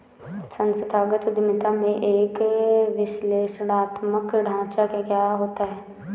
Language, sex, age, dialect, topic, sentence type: Hindi, female, 18-24, Awadhi Bundeli, banking, statement